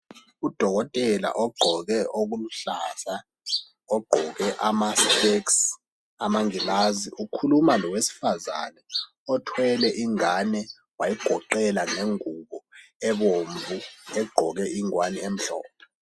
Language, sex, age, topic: North Ndebele, male, 18-24, health